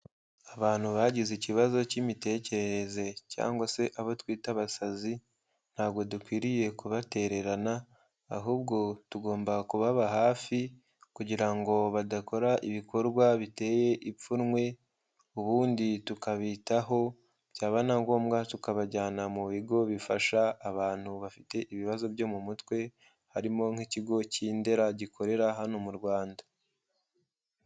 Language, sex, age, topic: Kinyarwanda, male, 18-24, health